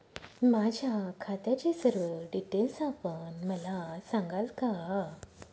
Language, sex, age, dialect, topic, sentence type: Marathi, female, 31-35, Northern Konkan, banking, question